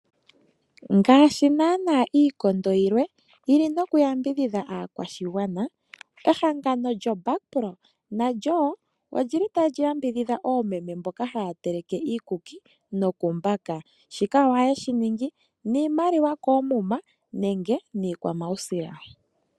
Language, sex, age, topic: Oshiwambo, female, 25-35, finance